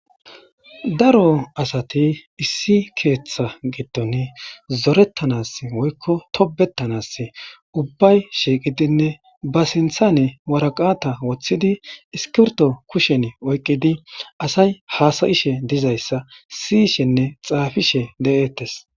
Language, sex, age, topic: Gamo, male, 18-24, government